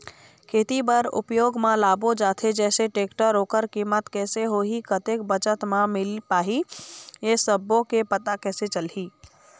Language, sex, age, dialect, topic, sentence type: Chhattisgarhi, female, 25-30, Eastern, agriculture, question